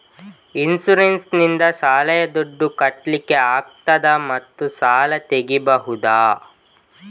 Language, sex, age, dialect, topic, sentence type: Kannada, male, 25-30, Coastal/Dakshin, banking, question